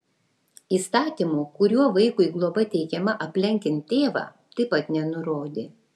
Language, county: Lithuanian, Vilnius